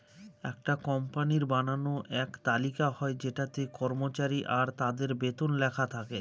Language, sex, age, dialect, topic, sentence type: Bengali, male, 36-40, Northern/Varendri, banking, statement